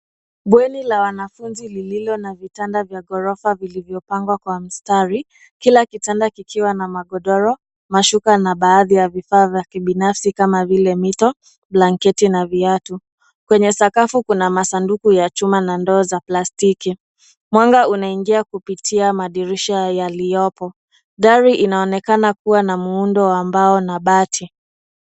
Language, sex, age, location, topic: Swahili, female, 25-35, Nairobi, education